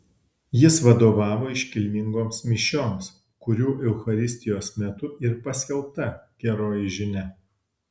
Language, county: Lithuanian, Alytus